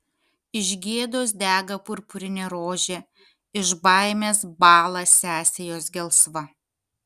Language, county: Lithuanian, Kaunas